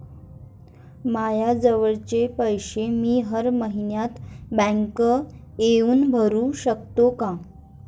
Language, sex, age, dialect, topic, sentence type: Marathi, female, 25-30, Varhadi, banking, question